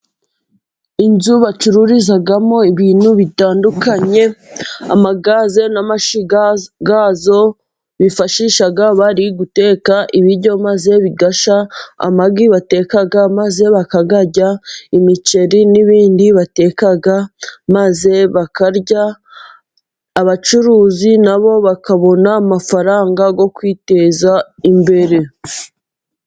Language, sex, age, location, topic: Kinyarwanda, female, 18-24, Musanze, finance